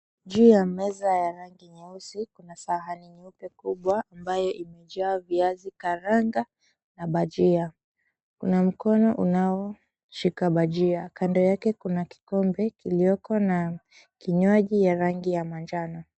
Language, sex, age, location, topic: Swahili, female, 25-35, Mombasa, agriculture